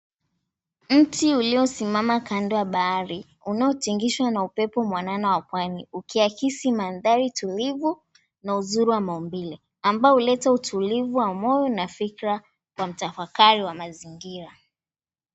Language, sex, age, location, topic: Swahili, female, 18-24, Mombasa, agriculture